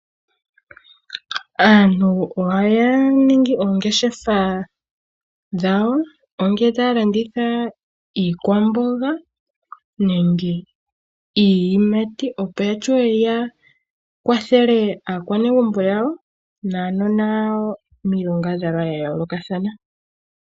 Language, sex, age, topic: Oshiwambo, female, 18-24, finance